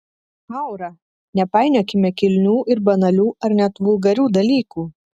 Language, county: Lithuanian, Telšiai